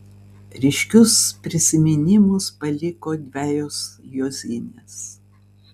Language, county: Lithuanian, Vilnius